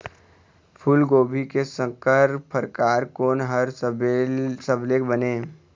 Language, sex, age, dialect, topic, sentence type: Chhattisgarhi, male, 18-24, Eastern, agriculture, question